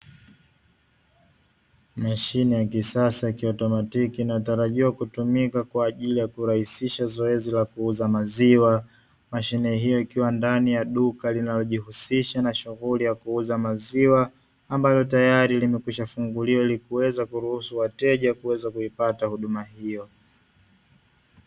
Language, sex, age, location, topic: Swahili, male, 25-35, Dar es Salaam, finance